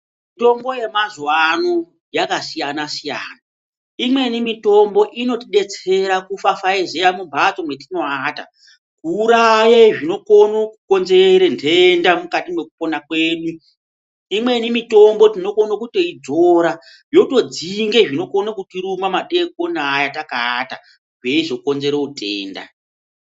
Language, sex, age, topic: Ndau, female, 36-49, health